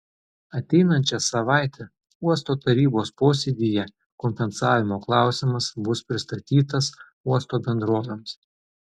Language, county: Lithuanian, Telšiai